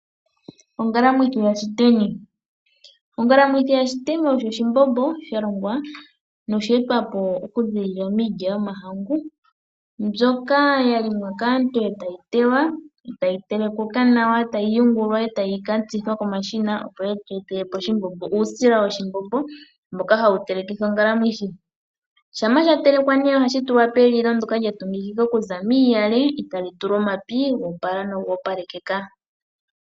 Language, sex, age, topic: Oshiwambo, female, 18-24, agriculture